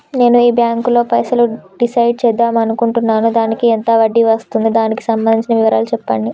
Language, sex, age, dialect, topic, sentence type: Telugu, female, 18-24, Telangana, banking, question